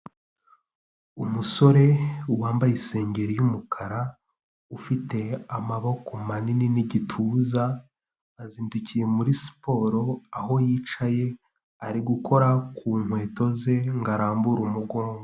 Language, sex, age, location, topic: Kinyarwanda, male, 18-24, Kigali, health